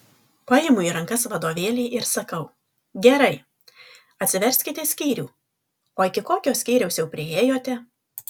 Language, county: Lithuanian, Alytus